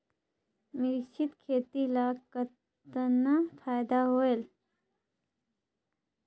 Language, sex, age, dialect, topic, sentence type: Chhattisgarhi, female, 25-30, Northern/Bhandar, agriculture, question